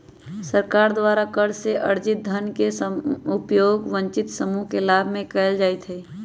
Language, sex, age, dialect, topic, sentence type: Magahi, male, 18-24, Western, banking, statement